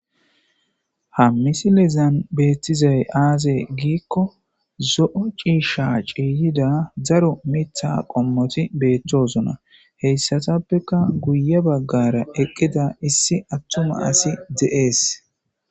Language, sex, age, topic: Gamo, male, 25-35, agriculture